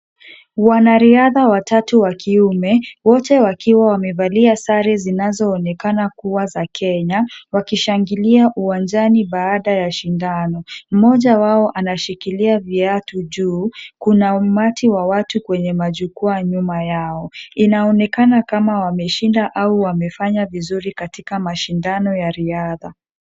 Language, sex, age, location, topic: Swahili, female, 50+, Kisumu, government